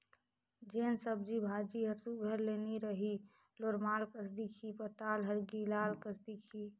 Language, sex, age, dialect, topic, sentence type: Chhattisgarhi, female, 60-100, Northern/Bhandar, agriculture, statement